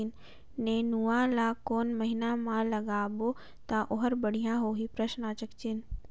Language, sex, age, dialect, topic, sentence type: Chhattisgarhi, female, 18-24, Northern/Bhandar, agriculture, question